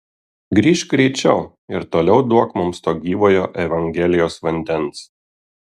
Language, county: Lithuanian, Kaunas